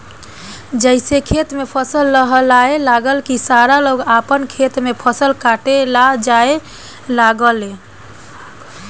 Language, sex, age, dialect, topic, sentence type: Bhojpuri, female, 18-24, Southern / Standard, agriculture, statement